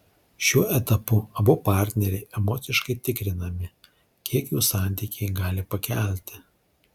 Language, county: Lithuanian, Alytus